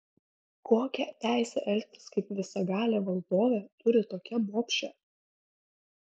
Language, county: Lithuanian, Kaunas